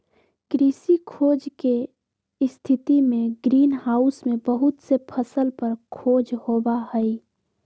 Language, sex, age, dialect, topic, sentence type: Magahi, female, 18-24, Western, agriculture, statement